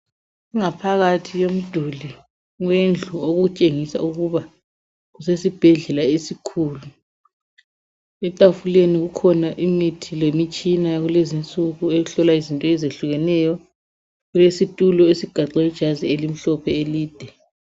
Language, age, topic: North Ndebele, 36-49, health